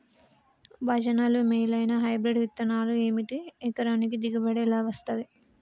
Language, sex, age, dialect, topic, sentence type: Telugu, female, 25-30, Telangana, agriculture, question